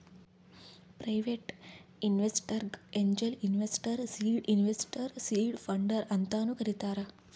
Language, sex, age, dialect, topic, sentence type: Kannada, female, 46-50, Northeastern, banking, statement